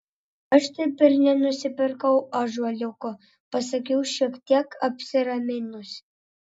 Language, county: Lithuanian, Vilnius